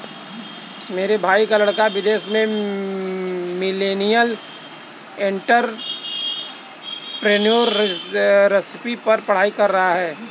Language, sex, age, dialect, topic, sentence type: Hindi, male, 31-35, Kanauji Braj Bhasha, banking, statement